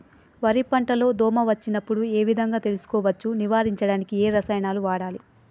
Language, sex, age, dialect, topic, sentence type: Telugu, female, 25-30, Telangana, agriculture, question